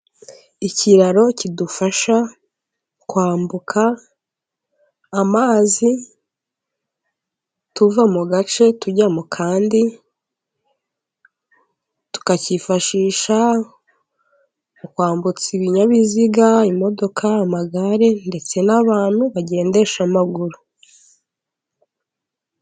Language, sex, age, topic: Kinyarwanda, female, 18-24, government